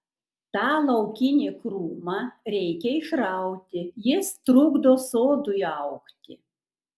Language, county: Lithuanian, Kaunas